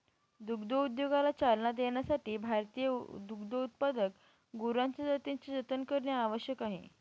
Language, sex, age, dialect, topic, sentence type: Marathi, female, 18-24, Northern Konkan, agriculture, statement